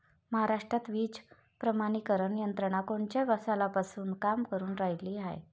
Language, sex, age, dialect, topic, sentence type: Marathi, female, 31-35, Varhadi, agriculture, question